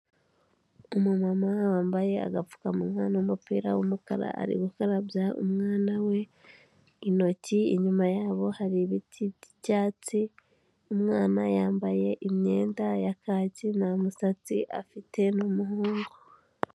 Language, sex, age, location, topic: Kinyarwanda, female, 18-24, Kigali, health